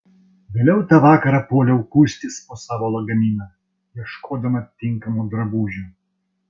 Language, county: Lithuanian, Vilnius